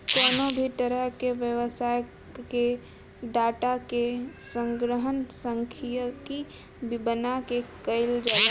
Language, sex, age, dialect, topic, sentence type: Bhojpuri, female, 18-24, Northern, banking, statement